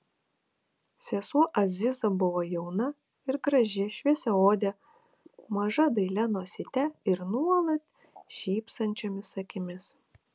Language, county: Lithuanian, Kaunas